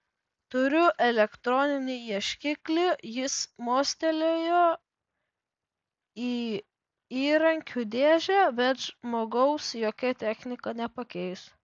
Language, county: Lithuanian, Vilnius